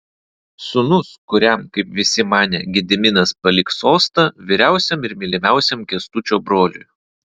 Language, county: Lithuanian, Vilnius